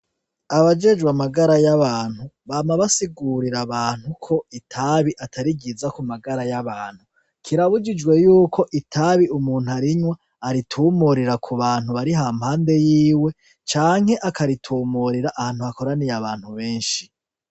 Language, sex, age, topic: Rundi, male, 36-49, agriculture